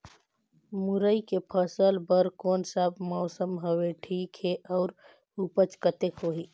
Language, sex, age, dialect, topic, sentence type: Chhattisgarhi, female, 25-30, Northern/Bhandar, agriculture, question